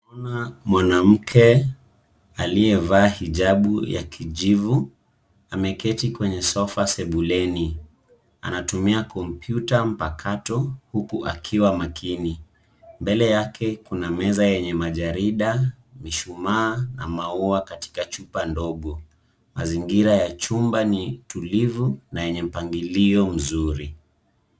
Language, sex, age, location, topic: Swahili, male, 18-24, Nairobi, education